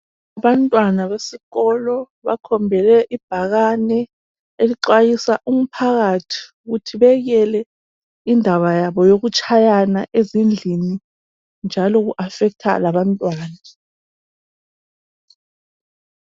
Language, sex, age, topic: North Ndebele, male, 25-35, health